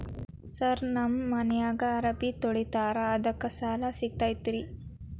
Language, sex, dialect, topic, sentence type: Kannada, female, Dharwad Kannada, banking, question